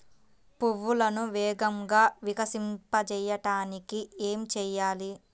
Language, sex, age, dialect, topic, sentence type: Telugu, female, 18-24, Central/Coastal, agriculture, question